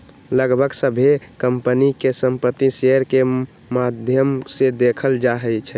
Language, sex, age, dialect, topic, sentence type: Magahi, male, 18-24, Western, banking, statement